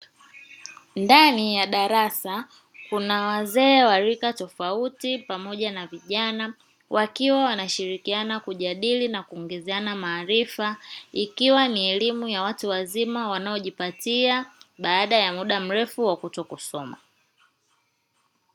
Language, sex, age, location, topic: Swahili, female, 25-35, Dar es Salaam, education